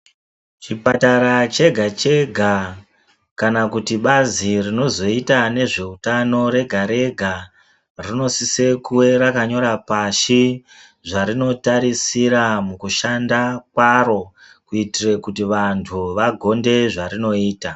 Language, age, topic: Ndau, 50+, health